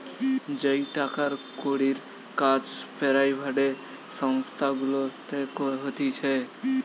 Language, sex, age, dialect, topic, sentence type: Bengali, male, 18-24, Western, banking, statement